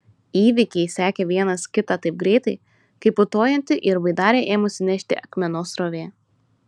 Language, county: Lithuanian, Šiauliai